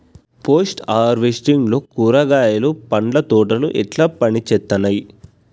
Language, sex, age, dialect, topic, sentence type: Telugu, male, 18-24, Telangana, agriculture, question